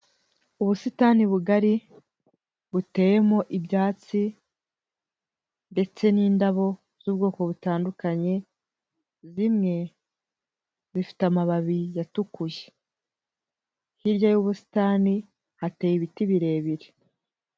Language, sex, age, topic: Kinyarwanda, female, 18-24, education